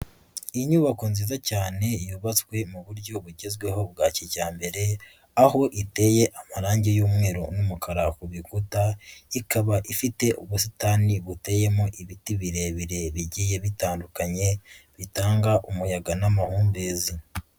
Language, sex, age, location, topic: Kinyarwanda, male, 25-35, Huye, education